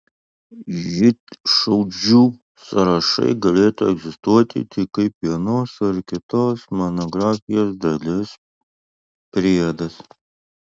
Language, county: Lithuanian, Utena